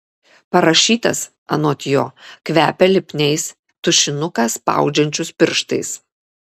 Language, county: Lithuanian, Kaunas